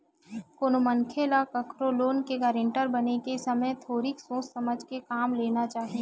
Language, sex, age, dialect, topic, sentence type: Chhattisgarhi, female, 25-30, Western/Budati/Khatahi, banking, statement